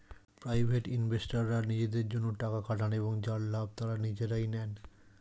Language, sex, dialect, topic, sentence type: Bengali, male, Standard Colloquial, banking, statement